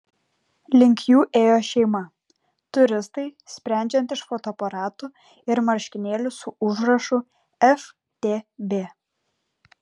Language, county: Lithuanian, Klaipėda